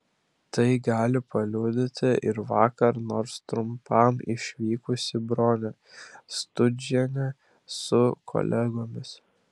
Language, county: Lithuanian, Klaipėda